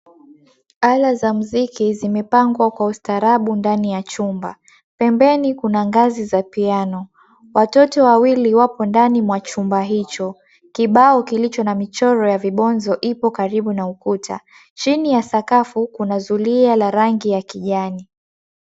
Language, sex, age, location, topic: Swahili, female, 18-24, Mombasa, government